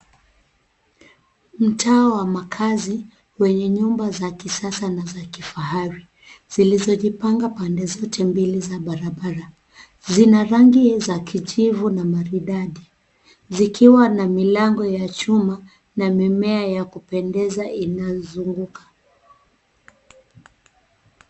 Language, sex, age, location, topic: Swahili, female, 36-49, Nairobi, finance